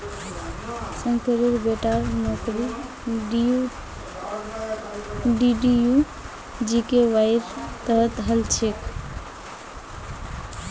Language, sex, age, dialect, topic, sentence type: Magahi, female, 25-30, Northeastern/Surjapuri, banking, statement